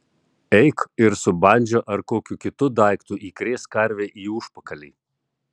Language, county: Lithuanian, Tauragė